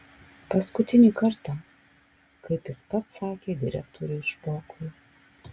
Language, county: Lithuanian, Alytus